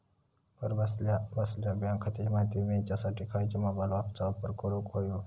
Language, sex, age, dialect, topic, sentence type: Marathi, female, 25-30, Southern Konkan, banking, question